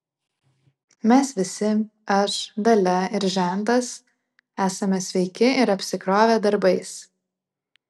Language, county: Lithuanian, Vilnius